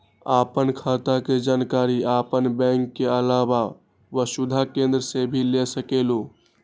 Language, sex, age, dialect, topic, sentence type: Magahi, male, 18-24, Western, banking, question